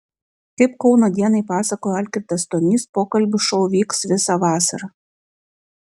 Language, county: Lithuanian, Klaipėda